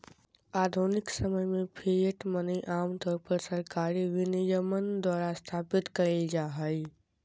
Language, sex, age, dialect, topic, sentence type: Magahi, male, 60-100, Southern, banking, statement